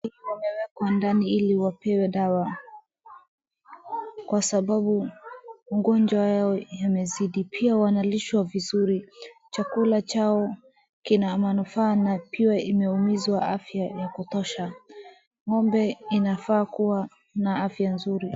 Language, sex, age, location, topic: Swahili, female, 36-49, Wajir, agriculture